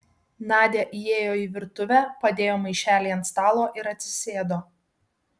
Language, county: Lithuanian, Šiauliai